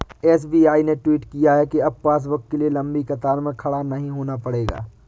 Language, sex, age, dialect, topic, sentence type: Hindi, female, 18-24, Awadhi Bundeli, banking, statement